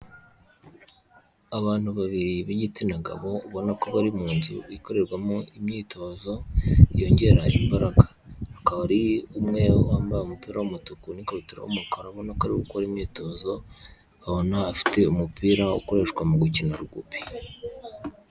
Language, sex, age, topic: Kinyarwanda, male, 25-35, health